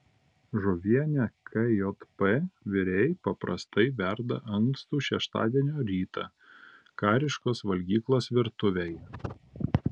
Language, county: Lithuanian, Panevėžys